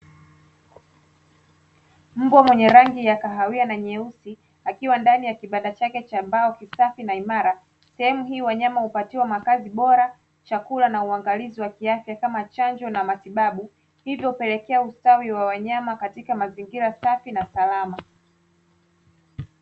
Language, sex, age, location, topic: Swahili, female, 25-35, Dar es Salaam, agriculture